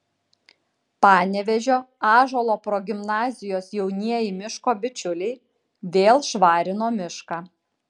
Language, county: Lithuanian, Kaunas